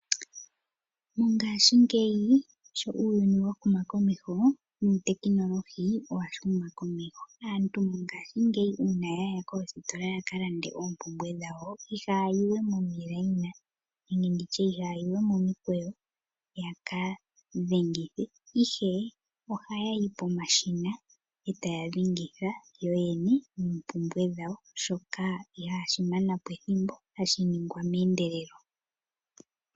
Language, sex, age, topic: Oshiwambo, female, 25-35, finance